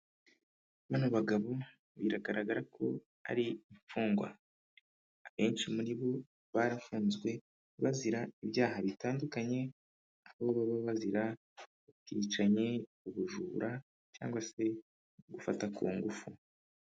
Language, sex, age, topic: Kinyarwanda, male, 25-35, government